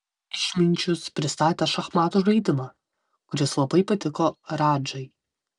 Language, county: Lithuanian, Vilnius